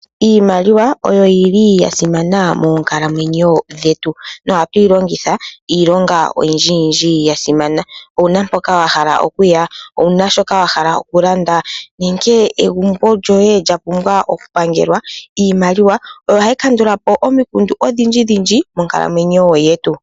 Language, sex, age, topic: Oshiwambo, female, 18-24, finance